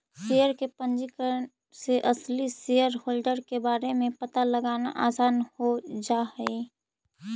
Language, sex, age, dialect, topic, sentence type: Magahi, female, 18-24, Central/Standard, banking, statement